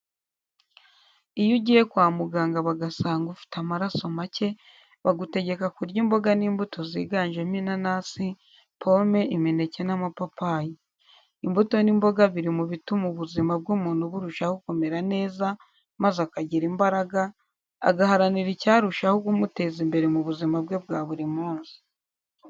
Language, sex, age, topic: Kinyarwanda, female, 25-35, education